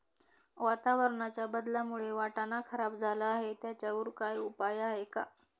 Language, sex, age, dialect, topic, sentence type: Marathi, female, 18-24, Standard Marathi, agriculture, question